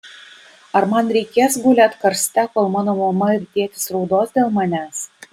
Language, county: Lithuanian, Vilnius